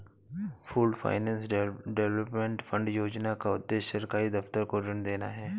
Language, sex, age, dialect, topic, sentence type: Hindi, male, 31-35, Awadhi Bundeli, banking, statement